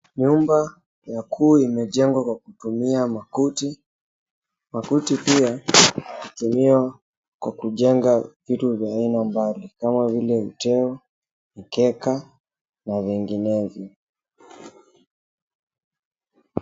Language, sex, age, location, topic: Swahili, male, 25-35, Mombasa, government